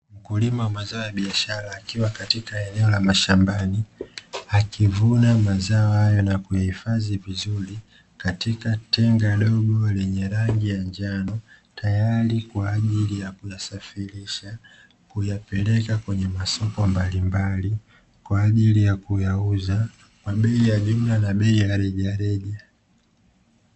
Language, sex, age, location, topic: Swahili, male, 25-35, Dar es Salaam, agriculture